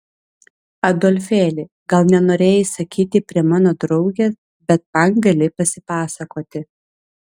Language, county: Lithuanian, Vilnius